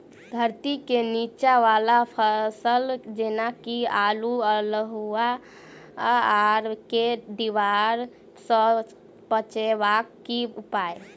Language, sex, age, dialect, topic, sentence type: Maithili, female, 18-24, Southern/Standard, agriculture, question